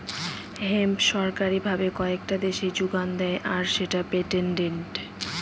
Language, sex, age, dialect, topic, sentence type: Bengali, female, 25-30, Northern/Varendri, agriculture, statement